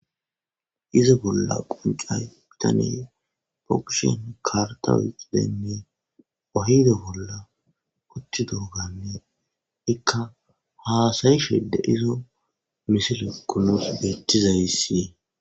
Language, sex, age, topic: Gamo, male, 25-35, government